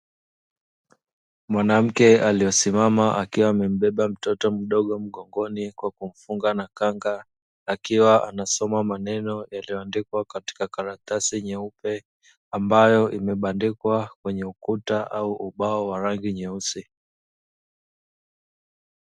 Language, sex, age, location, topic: Swahili, male, 25-35, Dar es Salaam, education